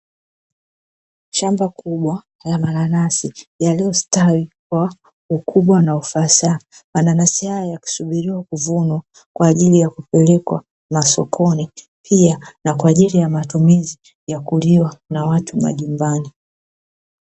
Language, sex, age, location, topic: Swahili, female, 36-49, Dar es Salaam, agriculture